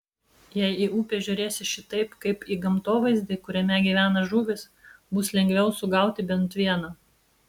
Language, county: Lithuanian, Vilnius